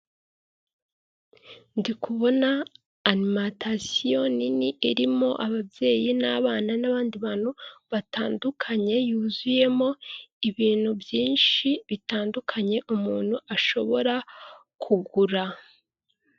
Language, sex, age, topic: Kinyarwanda, female, 25-35, finance